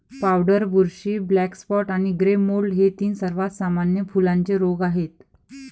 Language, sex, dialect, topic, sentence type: Marathi, female, Varhadi, agriculture, statement